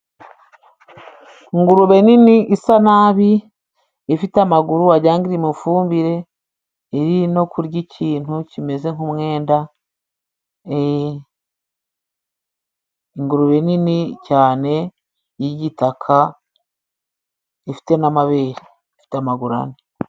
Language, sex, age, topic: Kinyarwanda, female, 36-49, agriculture